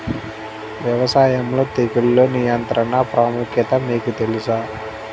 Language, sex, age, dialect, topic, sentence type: Telugu, male, 18-24, Central/Coastal, agriculture, question